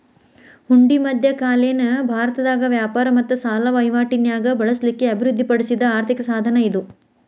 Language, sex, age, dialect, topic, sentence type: Kannada, female, 41-45, Dharwad Kannada, banking, statement